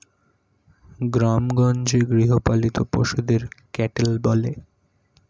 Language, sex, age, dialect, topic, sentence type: Bengali, male, 18-24, Standard Colloquial, agriculture, statement